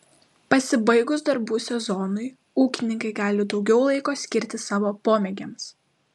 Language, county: Lithuanian, Klaipėda